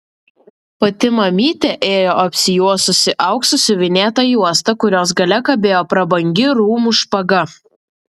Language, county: Lithuanian, Vilnius